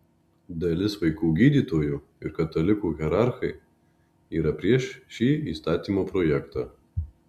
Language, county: Lithuanian, Marijampolė